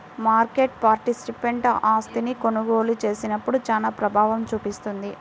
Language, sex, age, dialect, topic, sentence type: Telugu, female, 18-24, Central/Coastal, banking, statement